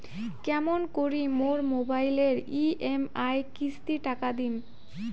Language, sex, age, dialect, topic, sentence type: Bengali, female, 18-24, Rajbangshi, banking, question